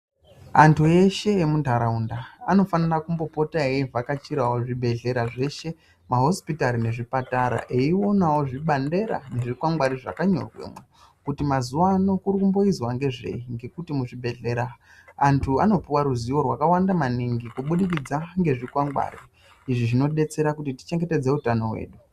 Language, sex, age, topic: Ndau, female, 36-49, health